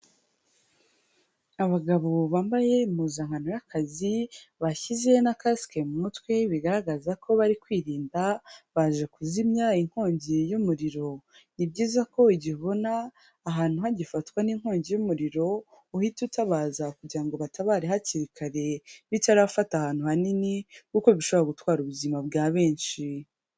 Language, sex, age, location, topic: Kinyarwanda, female, 18-24, Huye, government